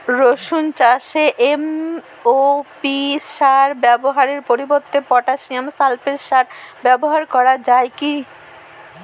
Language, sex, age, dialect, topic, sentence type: Bengali, female, 18-24, Jharkhandi, agriculture, question